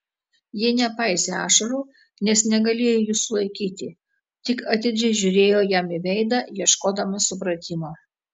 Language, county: Lithuanian, Telšiai